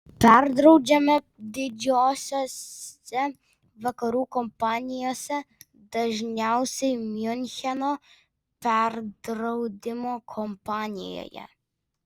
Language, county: Lithuanian, Vilnius